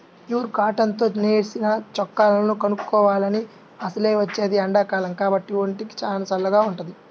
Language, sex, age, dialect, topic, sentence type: Telugu, male, 18-24, Central/Coastal, agriculture, statement